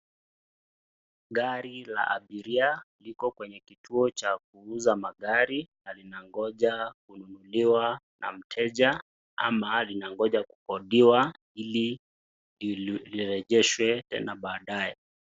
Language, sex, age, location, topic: Swahili, male, 25-35, Nakuru, finance